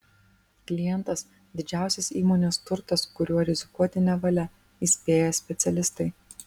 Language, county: Lithuanian, Vilnius